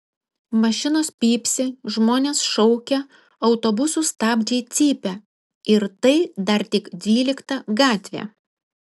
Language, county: Lithuanian, Kaunas